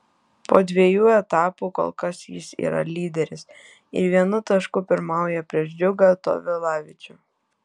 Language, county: Lithuanian, Kaunas